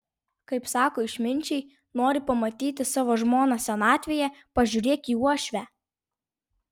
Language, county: Lithuanian, Vilnius